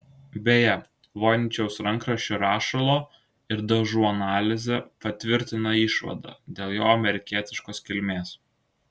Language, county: Lithuanian, Klaipėda